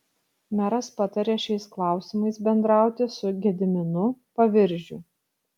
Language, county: Lithuanian, Kaunas